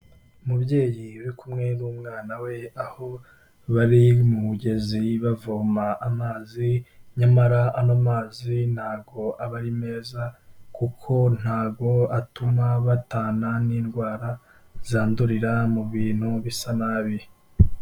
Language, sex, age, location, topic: Kinyarwanda, male, 18-24, Kigali, health